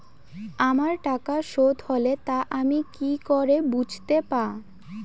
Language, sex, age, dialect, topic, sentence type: Bengali, female, <18, Rajbangshi, banking, question